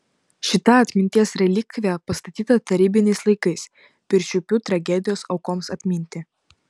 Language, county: Lithuanian, Vilnius